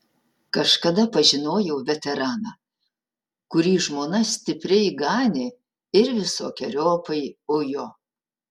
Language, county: Lithuanian, Utena